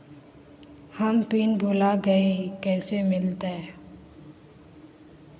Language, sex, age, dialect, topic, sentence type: Magahi, female, 25-30, Southern, banking, question